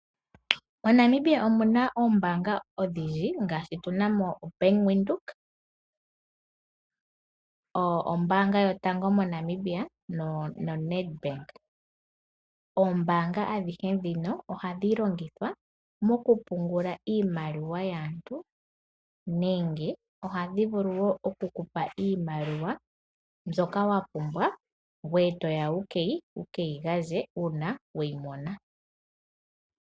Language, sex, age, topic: Oshiwambo, female, 18-24, finance